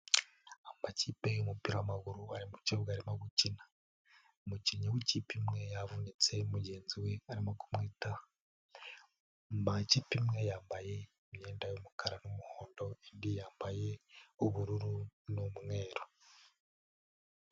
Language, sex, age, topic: Kinyarwanda, male, 18-24, government